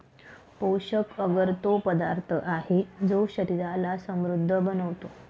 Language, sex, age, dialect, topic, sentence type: Marathi, female, 25-30, Northern Konkan, agriculture, statement